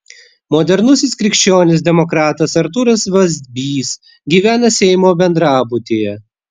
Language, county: Lithuanian, Vilnius